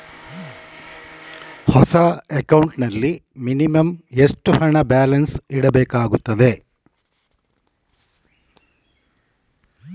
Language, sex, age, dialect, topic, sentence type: Kannada, male, 18-24, Coastal/Dakshin, banking, question